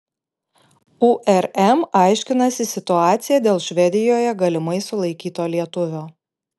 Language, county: Lithuanian, Panevėžys